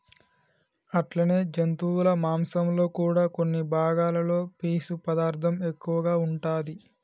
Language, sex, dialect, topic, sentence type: Telugu, male, Telangana, agriculture, statement